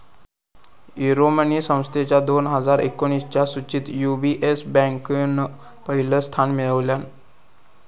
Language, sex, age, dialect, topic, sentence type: Marathi, male, 18-24, Southern Konkan, banking, statement